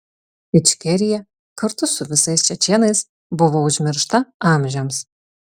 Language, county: Lithuanian, Alytus